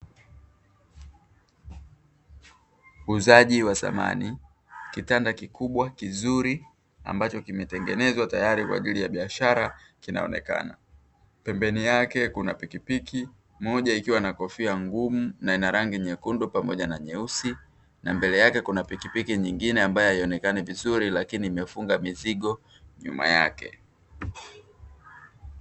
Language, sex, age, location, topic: Swahili, male, 36-49, Dar es Salaam, finance